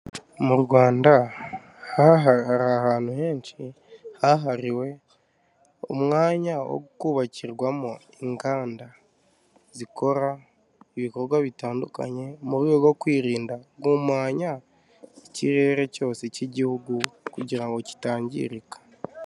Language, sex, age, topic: Kinyarwanda, male, 25-35, government